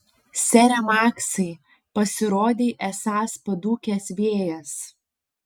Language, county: Lithuanian, Panevėžys